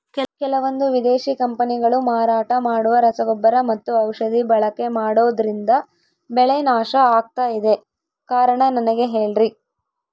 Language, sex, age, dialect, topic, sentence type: Kannada, female, 18-24, Central, agriculture, question